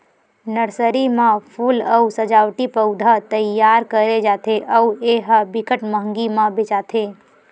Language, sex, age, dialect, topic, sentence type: Chhattisgarhi, female, 18-24, Western/Budati/Khatahi, agriculture, statement